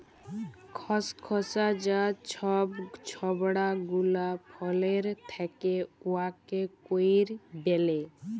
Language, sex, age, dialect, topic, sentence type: Bengali, female, 18-24, Jharkhandi, agriculture, statement